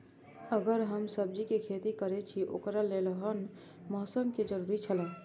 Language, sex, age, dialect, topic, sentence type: Maithili, female, 25-30, Eastern / Thethi, agriculture, question